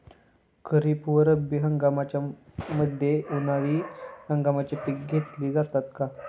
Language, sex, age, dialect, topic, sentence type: Marathi, male, 18-24, Standard Marathi, agriculture, question